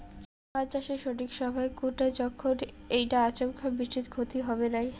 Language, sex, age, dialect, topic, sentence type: Bengali, female, 18-24, Rajbangshi, agriculture, question